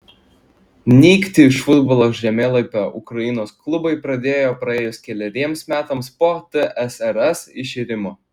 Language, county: Lithuanian, Klaipėda